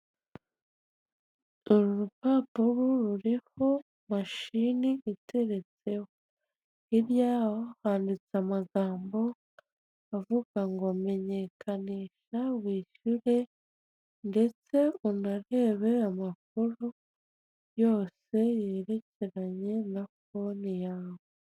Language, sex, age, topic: Kinyarwanda, female, 25-35, government